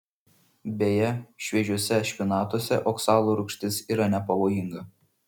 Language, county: Lithuanian, Šiauliai